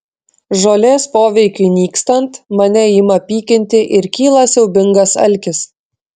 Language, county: Lithuanian, Klaipėda